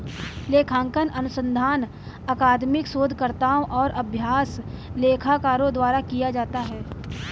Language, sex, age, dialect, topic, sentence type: Hindi, female, 31-35, Marwari Dhudhari, banking, statement